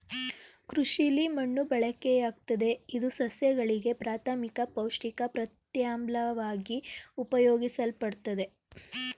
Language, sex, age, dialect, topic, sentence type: Kannada, female, 18-24, Mysore Kannada, agriculture, statement